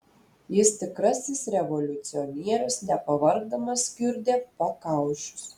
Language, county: Lithuanian, Telšiai